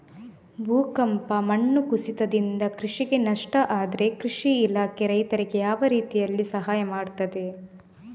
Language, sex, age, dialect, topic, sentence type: Kannada, female, 31-35, Coastal/Dakshin, agriculture, question